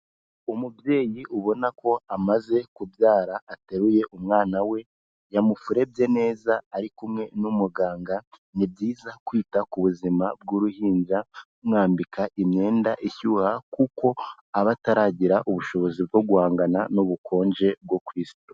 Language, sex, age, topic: Kinyarwanda, female, 18-24, health